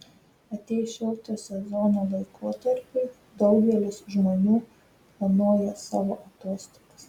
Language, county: Lithuanian, Telšiai